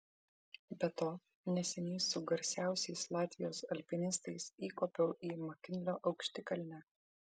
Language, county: Lithuanian, Vilnius